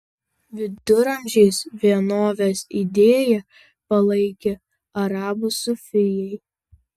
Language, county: Lithuanian, Vilnius